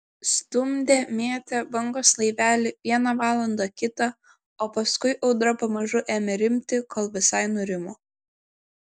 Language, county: Lithuanian, Klaipėda